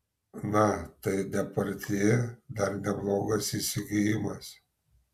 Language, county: Lithuanian, Marijampolė